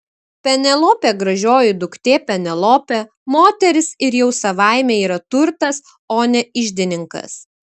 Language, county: Lithuanian, Kaunas